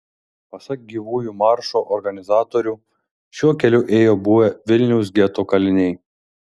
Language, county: Lithuanian, Šiauliai